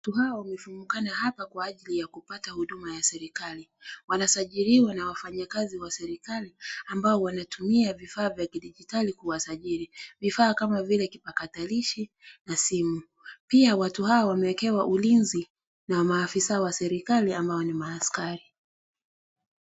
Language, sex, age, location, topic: Swahili, female, 25-35, Kisii, government